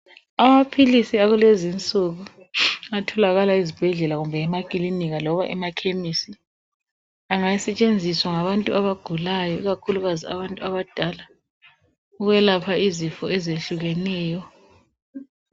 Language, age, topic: North Ndebele, 36-49, health